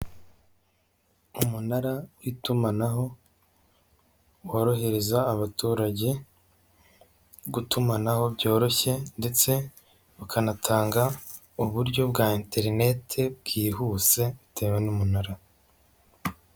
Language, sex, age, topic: Kinyarwanda, male, 18-24, government